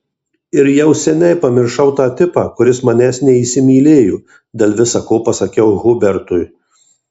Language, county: Lithuanian, Marijampolė